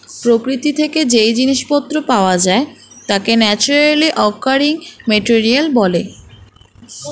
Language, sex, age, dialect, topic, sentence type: Bengali, female, 18-24, Standard Colloquial, agriculture, statement